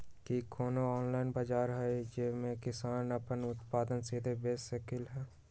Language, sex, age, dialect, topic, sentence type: Magahi, male, 18-24, Western, agriculture, statement